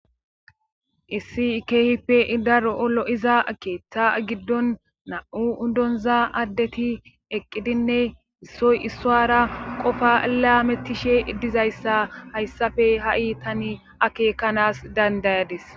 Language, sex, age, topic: Gamo, female, 18-24, government